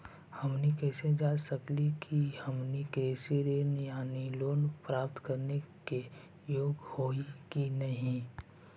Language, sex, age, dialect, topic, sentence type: Magahi, male, 56-60, Central/Standard, banking, question